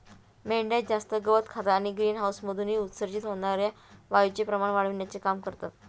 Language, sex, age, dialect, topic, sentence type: Marathi, female, 31-35, Standard Marathi, agriculture, statement